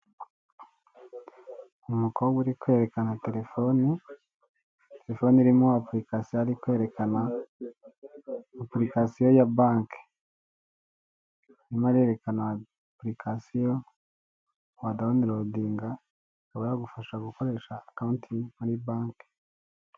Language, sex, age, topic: Kinyarwanda, male, 25-35, finance